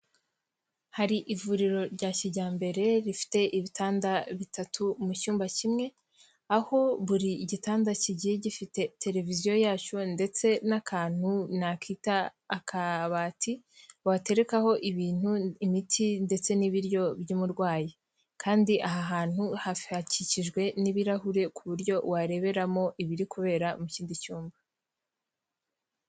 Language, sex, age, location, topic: Kinyarwanda, female, 18-24, Kigali, health